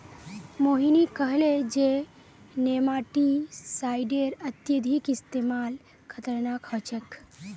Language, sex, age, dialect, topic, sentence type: Magahi, female, 18-24, Northeastern/Surjapuri, agriculture, statement